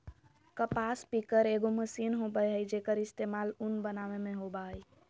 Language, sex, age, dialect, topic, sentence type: Magahi, female, 18-24, Southern, agriculture, statement